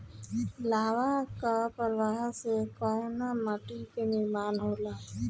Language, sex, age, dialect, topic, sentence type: Bhojpuri, female, 25-30, Southern / Standard, agriculture, question